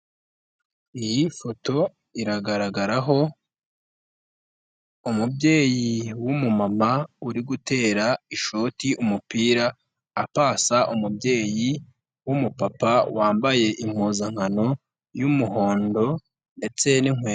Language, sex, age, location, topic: Kinyarwanda, male, 18-24, Nyagatare, government